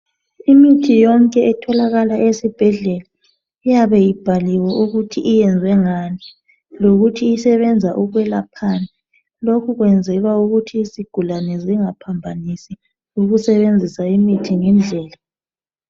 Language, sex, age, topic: North Ndebele, female, 36-49, health